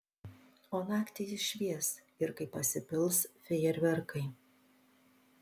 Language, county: Lithuanian, Panevėžys